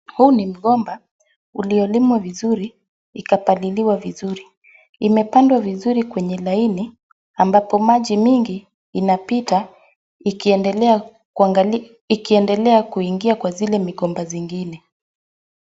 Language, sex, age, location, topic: Swahili, female, 25-35, Wajir, agriculture